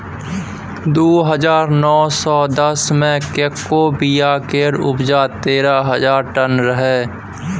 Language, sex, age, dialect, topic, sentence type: Maithili, male, 18-24, Bajjika, agriculture, statement